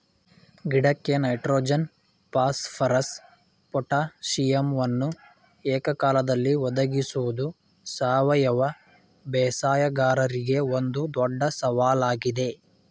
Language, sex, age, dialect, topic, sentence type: Kannada, male, 18-24, Mysore Kannada, agriculture, statement